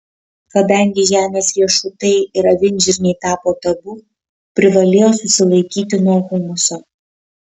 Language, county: Lithuanian, Kaunas